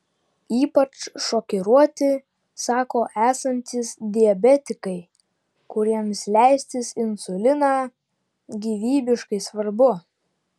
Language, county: Lithuanian, Vilnius